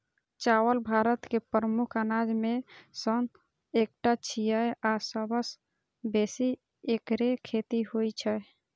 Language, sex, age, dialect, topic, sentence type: Maithili, female, 25-30, Eastern / Thethi, agriculture, statement